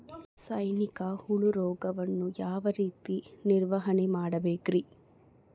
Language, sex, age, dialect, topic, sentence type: Kannada, female, 25-30, Central, agriculture, question